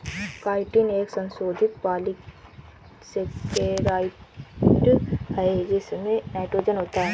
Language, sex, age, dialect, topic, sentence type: Hindi, female, 25-30, Marwari Dhudhari, agriculture, statement